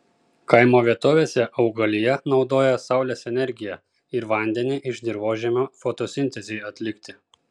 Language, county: Lithuanian, Kaunas